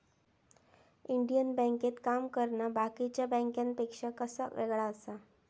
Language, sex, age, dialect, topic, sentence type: Marathi, female, 18-24, Southern Konkan, banking, statement